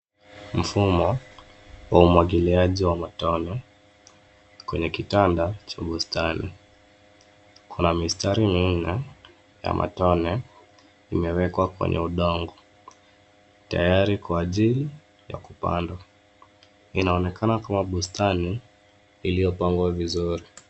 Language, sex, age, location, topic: Swahili, male, 25-35, Nairobi, agriculture